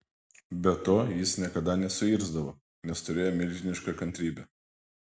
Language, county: Lithuanian, Vilnius